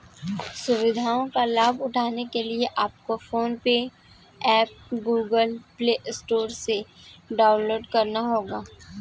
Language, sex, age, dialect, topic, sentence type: Hindi, female, 18-24, Kanauji Braj Bhasha, banking, statement